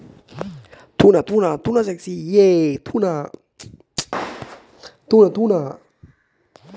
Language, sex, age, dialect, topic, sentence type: Kannada, male, 51-55, Coastal/Dakshin, banking, question